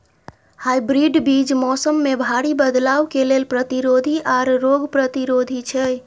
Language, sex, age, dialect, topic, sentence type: Maithili, female, 25-30, Bajjika, agriculture, statement